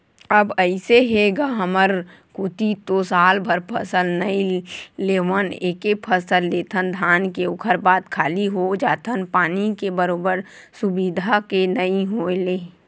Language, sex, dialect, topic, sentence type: Chhattisgarhi, female, Western/Budati/Khatahi, agriculture, statement